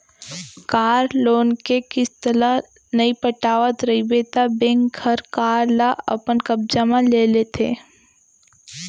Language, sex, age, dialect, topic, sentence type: Chhattisgarhi, female, 18-24, Central, banking, statement